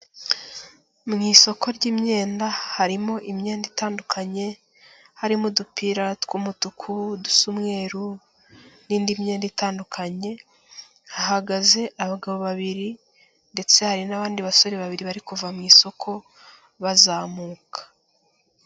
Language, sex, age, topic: Kinyarwanda, female, 18-24, finance